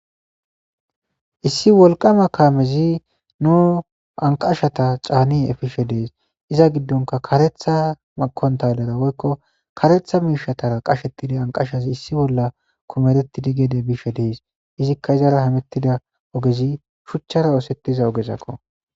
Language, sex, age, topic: Gamo, male, 18-24, government